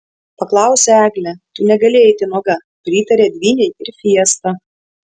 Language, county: Lithuanian, Vilnius